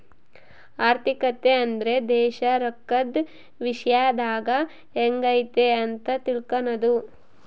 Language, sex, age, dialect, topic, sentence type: Kannada, female, 56-60, Central, banking, statement